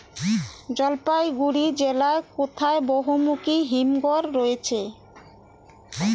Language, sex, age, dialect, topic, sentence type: Bengali, female, 31-35, Rajbangshi, agriculture, question